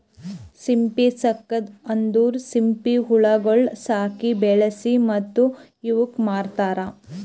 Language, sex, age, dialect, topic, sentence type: Kannada, female, 18-24, Northeastern, agriculture, statement